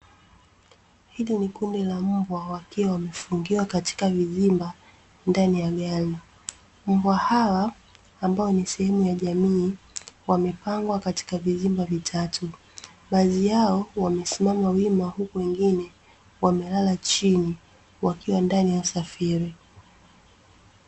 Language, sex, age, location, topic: Swahili, female, 25-35, Dar es Salaam, agriculture